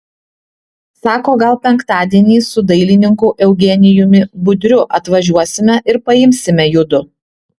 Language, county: Lithuanian, Utena